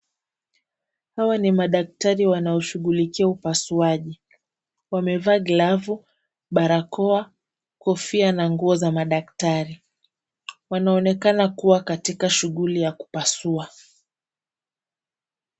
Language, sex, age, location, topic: Swahili, female, 25-35, Kisumu, health